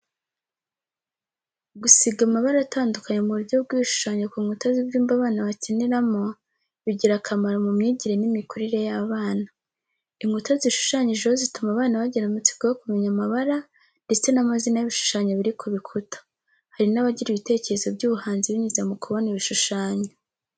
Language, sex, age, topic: Kinyarwanda, female, 18-24, education